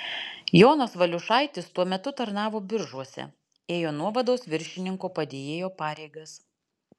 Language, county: Lithuanian, Alytus